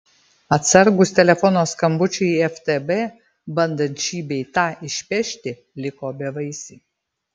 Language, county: Lithuanian, Marijampolė